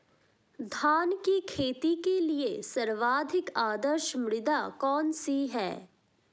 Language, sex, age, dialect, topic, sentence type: Hindi, female, 18-24, Hindustani Malvi Khadi Boli, agriculture, question